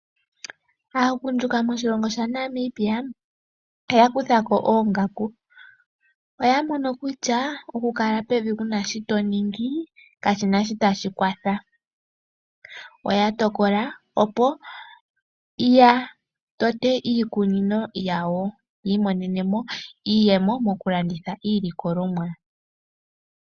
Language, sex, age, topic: Oshiwambo, female, 18-24, agriculture